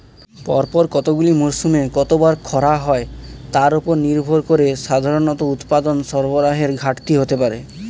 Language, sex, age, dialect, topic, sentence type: Bengali, male, 18-24, Standard Colloquial, agriculture, statement